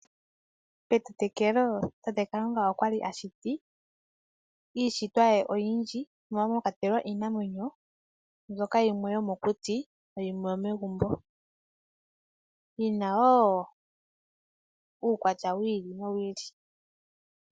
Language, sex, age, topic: Oshiwambo, female, 18-24, agriculture